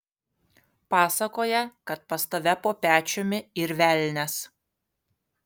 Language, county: Lithuanian, Kaunas